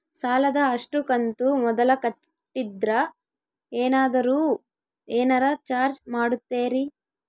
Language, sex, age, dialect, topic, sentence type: Kannada, female, 18-24, Central, banking, question